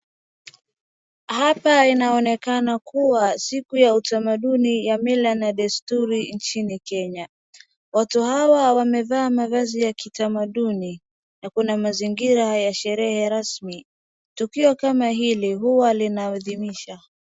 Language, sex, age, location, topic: Swahili, female, 18-24, Wajir, education